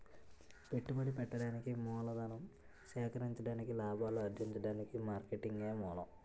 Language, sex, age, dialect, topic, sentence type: Telugu, male, 18-24, Utterandhra, banking, statement